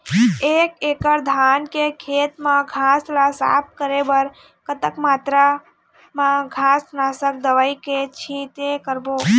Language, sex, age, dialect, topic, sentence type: Chhattisgarhi, female, 18-24, Eastern, agriculture, question